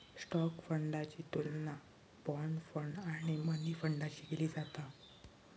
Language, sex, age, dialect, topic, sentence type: Marathi, male, 60-100, Southern Konkan, banking, statement